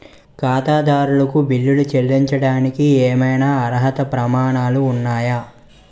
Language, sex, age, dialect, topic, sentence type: Telugu, male, 25-30, Utterandhra, banking, question